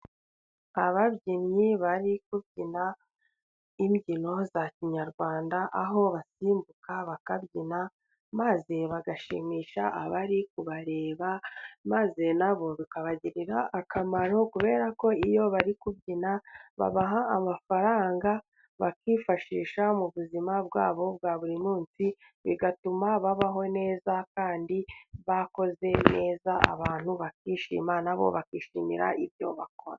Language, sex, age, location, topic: Kinyarwanda, male, 36-49, Burera, government